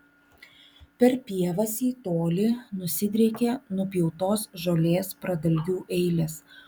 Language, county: Lithuanian, Vilnius